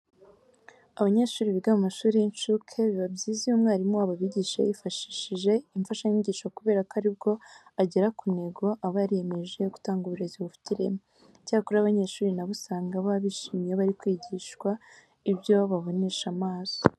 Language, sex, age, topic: Kinyarwanda, female, 18-24, education